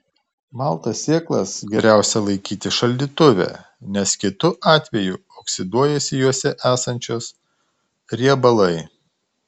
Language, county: Lithuanian, Tauragė